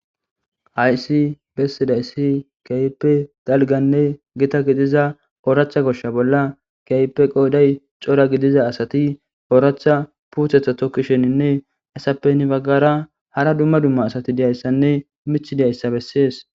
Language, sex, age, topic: Gamo, male, 18-24, government